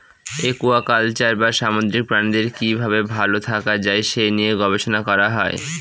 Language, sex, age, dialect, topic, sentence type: Bengali, male, 18-24, Northern/Varendri, agriculture, statement